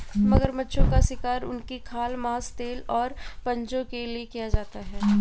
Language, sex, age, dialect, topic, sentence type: Hindi, female, 25-30, Marwari Dhudhari, agriculture, statement